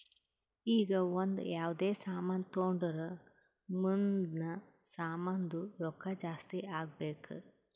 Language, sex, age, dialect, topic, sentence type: Kannada, female, 18-24, Northeastern, banking, statement